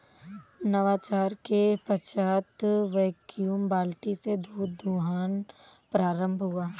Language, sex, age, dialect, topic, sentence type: Hindi, female, 18-24, Awadhi Bundeli, agriculture, statement